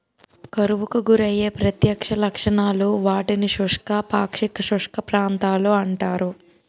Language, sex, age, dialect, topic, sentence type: Telugu, male, 60-100, Utterandhra, agriculture, statement